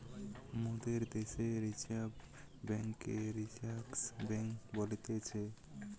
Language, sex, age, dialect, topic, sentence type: Bengali, male, 18-24, Western, banking, statement